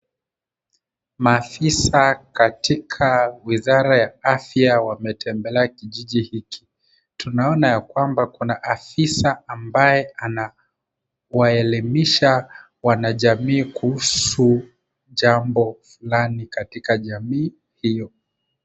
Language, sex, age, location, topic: Swahili, male, 25-35, Kisumu, health